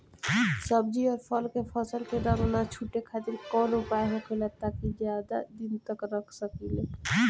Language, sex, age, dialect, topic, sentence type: Bhojpuri, female, 18-24, Northern, agriculture, question